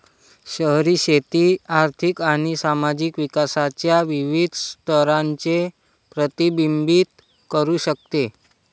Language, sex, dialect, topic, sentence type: Marathi, male, Varhadi, agriculture, statement